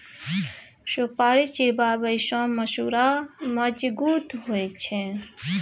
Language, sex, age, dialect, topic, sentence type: Maithili, female, 25-30, Bajjika, agriculture, statement